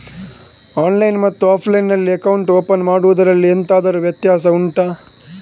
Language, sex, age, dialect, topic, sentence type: Kannada, male, 18-24, Coastal/Dakshin, banking, question